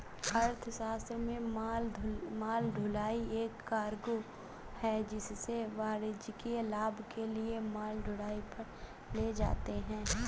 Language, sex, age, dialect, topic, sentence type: Hindi, female, 25-30, Awadhi Bundeli, banking, statement